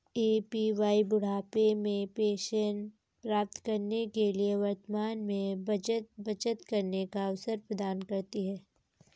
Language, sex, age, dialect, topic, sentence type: Hindi, female, 25-30, Kanauji Braj Bhasha, banking, statement